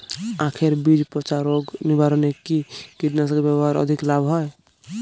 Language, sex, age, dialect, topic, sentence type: Bengali, male, 18-24, Jharkhandi, agriculture, question